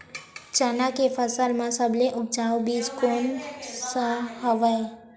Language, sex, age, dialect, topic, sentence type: Chhattisgarhi, female, 18-24, Western/Budati/Khatahi, agriculture, question